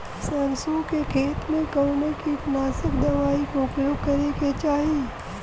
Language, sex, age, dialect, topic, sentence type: Bhojpuri, female, 18-24, Western, agriculture, question